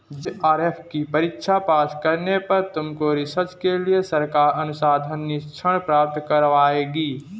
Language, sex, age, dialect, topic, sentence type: Hindi, male, 18-24, Marwari Dhudhari, banking, statement